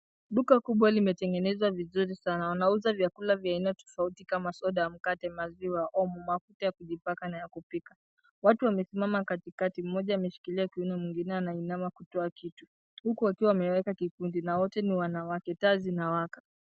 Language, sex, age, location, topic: Swahili, female, 18-24, Nairobi, finance